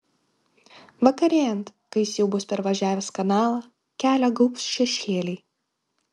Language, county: Lithuanian, Kaunas